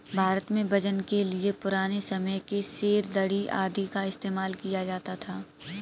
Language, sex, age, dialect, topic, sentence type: Hindi, female, 18-24, Kanauji Braj Bhasha, agriculture, statement